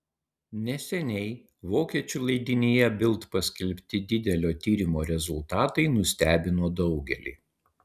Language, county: Lithuanian, Utena